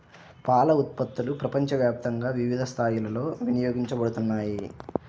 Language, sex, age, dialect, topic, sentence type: Telugu, male, 25-30, Central/Coastal, agriculture, statement